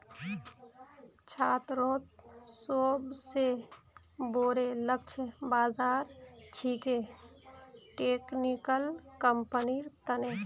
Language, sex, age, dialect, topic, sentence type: Magahi, female, 25-30, Northeastern/Surjapuri, banking, statement